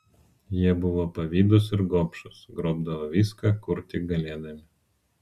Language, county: Lithuanian, Vilnius